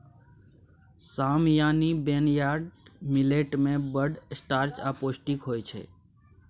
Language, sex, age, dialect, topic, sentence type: Maithili, male, 31-35, Bajjika, agriculture, statement